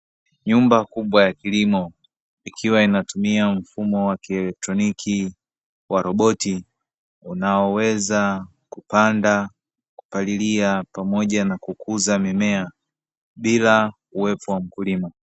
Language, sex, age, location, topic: Swahili, male, 36-49, Dar es Salaam, agriculture